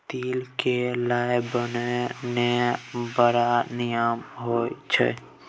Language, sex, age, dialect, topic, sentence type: Maithili, male, 18-24, Bajjika, agriculture, statement